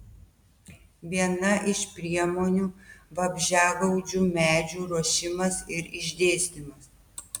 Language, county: Lithuanian, Telšiai